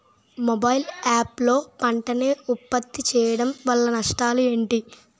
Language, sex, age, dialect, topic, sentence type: Telugu, male, 25-30, Utterandhra, agriculture, question